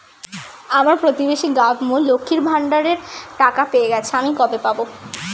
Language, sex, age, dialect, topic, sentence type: Bengali, female, 36-40, Standard Colloquial, banking, question